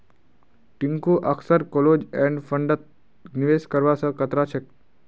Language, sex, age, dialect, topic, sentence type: Magahi, male, 51-55, Northeastern/Surjapuri, banking, statement